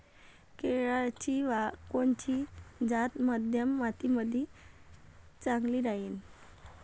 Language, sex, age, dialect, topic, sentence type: Marathi, female, 31-35, Varhadi, agriculture, question